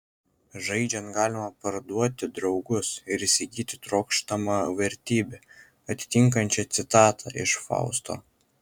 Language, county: Lithuanian, Kaunas